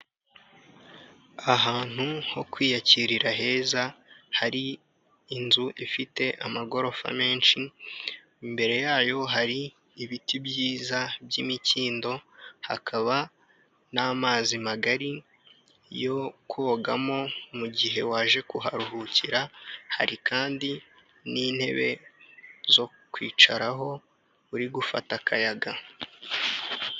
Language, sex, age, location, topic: Kinyarwanda, male, 25-35, Kigali, finance